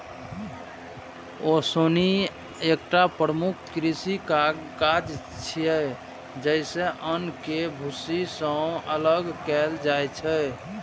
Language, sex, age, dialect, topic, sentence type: Maithili, male, 31-35, Eastern / Thethi, agriculture, statement